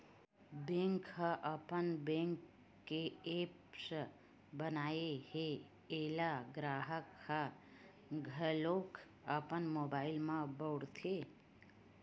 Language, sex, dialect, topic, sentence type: Chhattisgarhi, female, Western/Budati/Khatahi, banking, statement